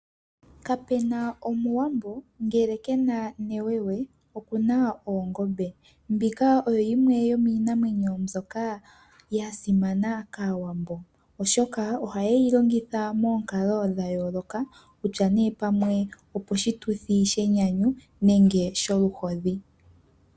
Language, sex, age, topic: Oshiwambo, female, 18-24, agriculture